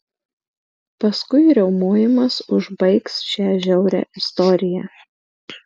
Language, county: Lithuanian, Marijampolė